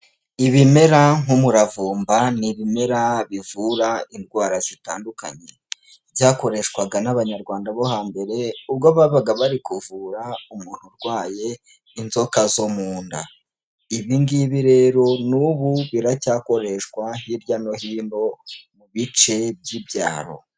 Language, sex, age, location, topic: Kinyarwanda, male, 18-24, Huye, health